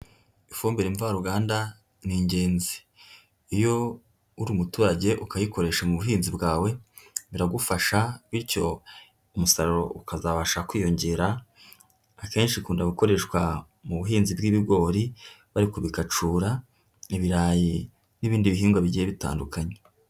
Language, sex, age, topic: Kinyarwanda, female, 18-24, agriculture